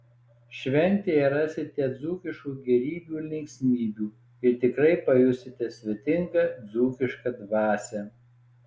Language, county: Lithuanian, Alytus